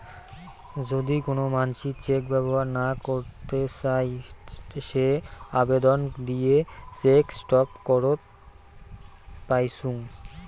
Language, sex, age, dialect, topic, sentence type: Bengali, male, 18-24, Rajbangshi, banking, statement